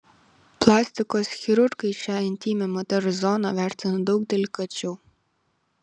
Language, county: Lithuanian, Vilnius